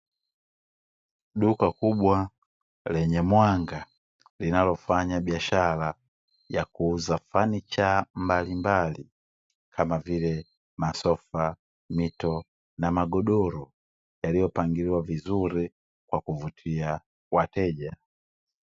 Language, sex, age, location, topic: Swahili, male, 25-35, Dar es Salaam, finance